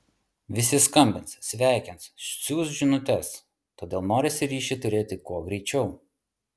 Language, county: Lithuanian, Vilnius